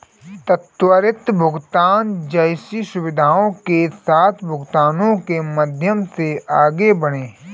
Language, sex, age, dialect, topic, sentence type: Hindi, male, 25-30, Marwari Dhudhari, banking, statement